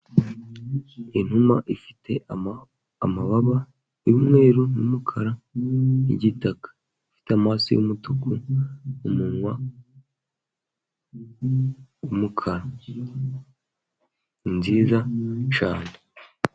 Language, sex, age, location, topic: Kinyarwanda, male, 18-24, Musanze, agriculture